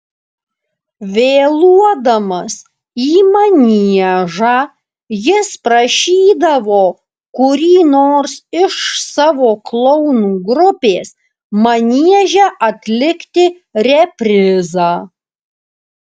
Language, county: Lithuanian, Alytus